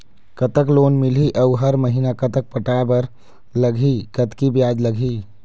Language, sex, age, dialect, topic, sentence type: Chhattisgarhi, male, 25-30, Eastern, banking, question